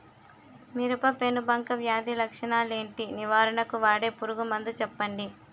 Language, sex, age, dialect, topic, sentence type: Telugu, female, 18-24, Utterandhra, agriculture, question